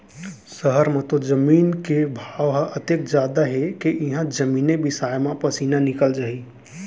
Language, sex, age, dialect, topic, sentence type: Chhattisgarhi, male, 18-24, Central, banking, statement